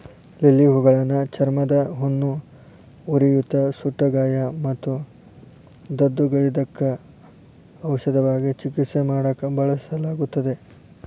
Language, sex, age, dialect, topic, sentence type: Kannada, male, 18-24, Dharwad Kannada, agriculture, statement